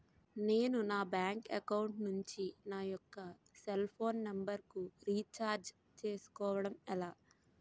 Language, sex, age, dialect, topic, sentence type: Telugu, female, 18-24, Utterandhra, banking, question